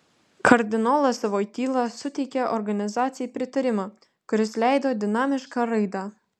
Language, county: Lithuanian, Vilnius